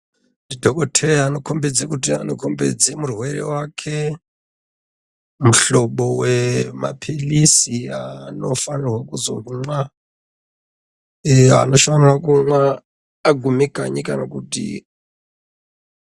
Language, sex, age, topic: Ndau, male, 36-49, health